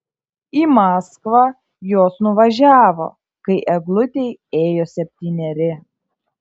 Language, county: Lithuanian, Kaunas